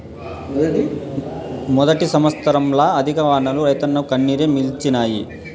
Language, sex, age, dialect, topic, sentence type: Telugu, female, 31-35, Southern, agriculture, statement